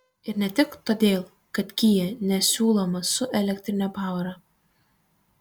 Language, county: Lithuanian, Kaunas